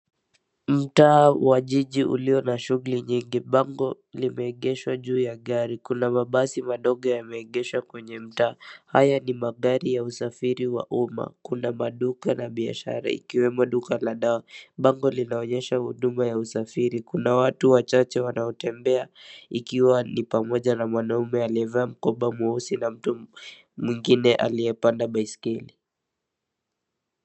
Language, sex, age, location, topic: Swahili, male, 18-24, Nairobi, government